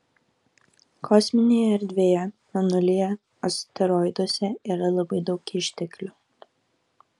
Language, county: Lithuanian, Kaunas